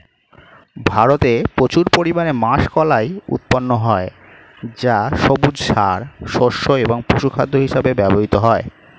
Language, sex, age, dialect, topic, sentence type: Bengali, male, 36-40, Standard Colloquial, agriculture, statement